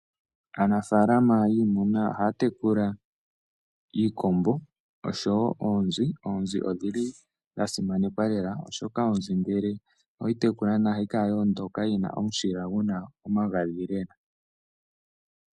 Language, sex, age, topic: Oshiwambo, male, 18-24, agriculture